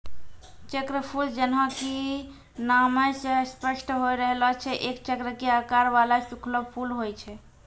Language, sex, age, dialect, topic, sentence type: Maithili, female, 18-24, Angika, agriculture, statement